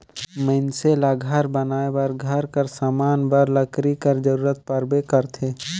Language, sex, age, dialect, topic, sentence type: Chhattisgarhi, male, 18-24, Northern/Bhandar, agriculture, statement